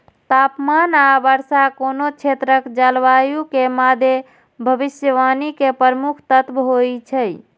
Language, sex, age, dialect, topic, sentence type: Maithili, female, 25-30, Eastern / Thethi, agriculture, statement